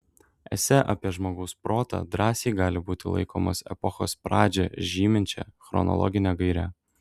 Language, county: Lithuanian, Šiauliai